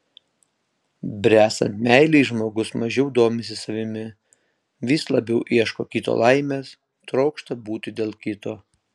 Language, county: Lithuanian, Panevėžys